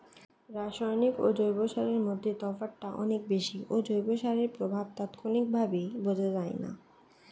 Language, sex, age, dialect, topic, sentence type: Bengali, female, 18-24, Standard Colloquial, agriculture, question